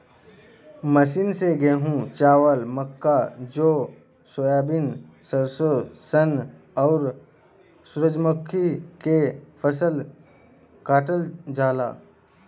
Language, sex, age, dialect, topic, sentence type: Bhojpuri, male, 18-24, Western, agriculture, statement